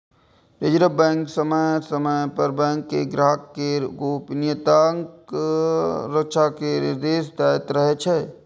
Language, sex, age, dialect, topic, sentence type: Maithili, male, 18-24, Eastern / Thethi, banking, statement